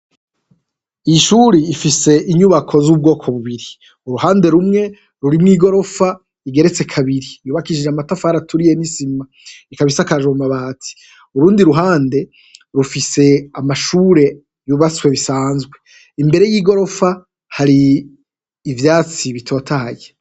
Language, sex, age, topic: Rundi, male, 36-49, education